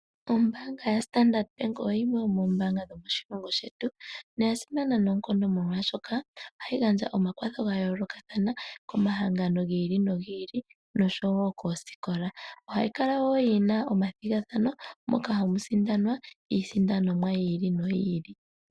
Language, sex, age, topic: Oshiwambo, female, 18-24, finance